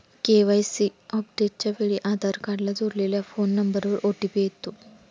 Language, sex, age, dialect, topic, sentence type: Marathi, female, 25-30, Standard Marathi, banking, statement